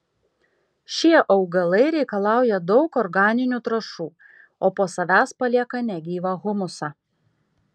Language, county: Lithuanian, Kaunas